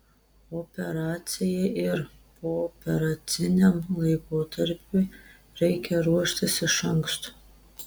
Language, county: Lithuanian, Telšiai